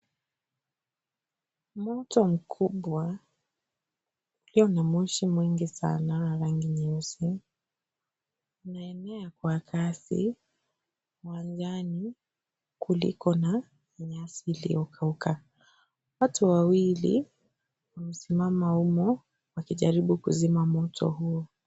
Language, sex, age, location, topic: Swahili, female, 25-35, Kisii, health